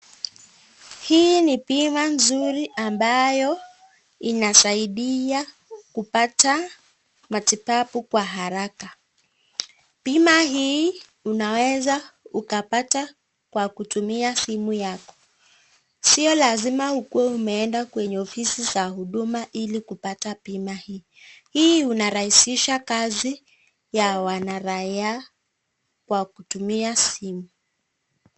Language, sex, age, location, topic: Swahili, female, 36-49, Nakuru, finance